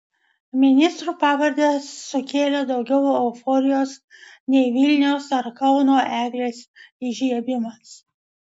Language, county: Lithuanian, Vilnius